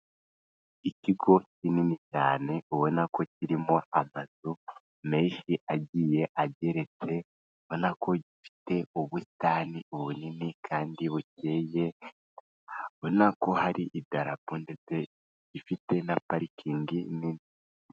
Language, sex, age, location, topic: Kinyarwanda, female, 25-35, Kigali, health